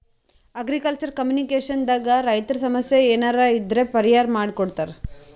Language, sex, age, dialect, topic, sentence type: Kannada, female, 25-30, Northeastern, agriculture, statement